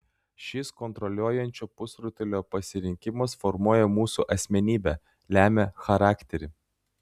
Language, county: Lithuanian, Klaipėda